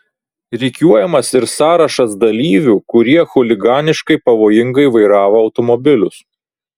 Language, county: Lithuanian, Vilnius